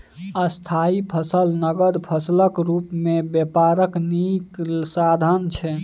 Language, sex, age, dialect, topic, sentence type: Maithili, male, 18-24, Bajjika, agriculture, statement